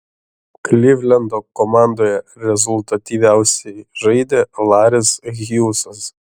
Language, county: Lithuanian, Šiauliai